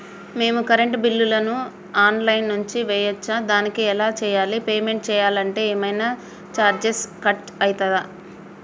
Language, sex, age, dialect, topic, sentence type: Telugu, female, 31-35, Telangana, banking, question